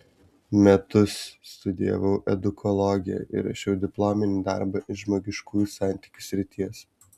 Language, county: Lithuanian, Vilnius